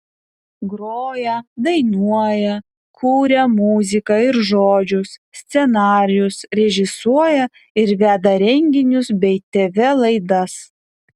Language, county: Lithuanian, Vilnius